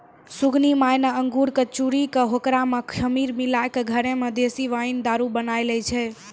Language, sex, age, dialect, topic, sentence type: Maithili, female, 18-24, Angika, agriculture, statement